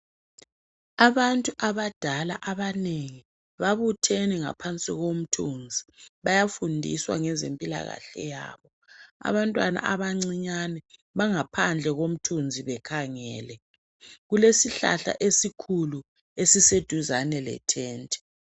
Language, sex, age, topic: North Ndebele, male, 36-49, health